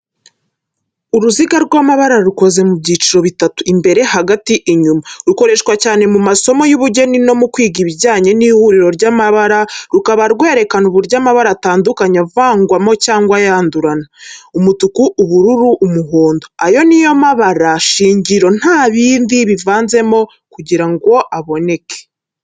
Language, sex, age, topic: Kinyarwanda, female, 18-24, education